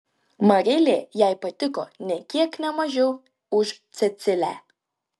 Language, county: Lithuanian, Klaipėda